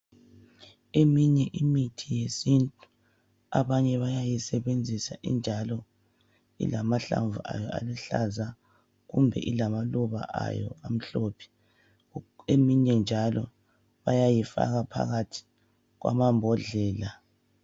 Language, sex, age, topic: North Ndebele, female, 25-35, health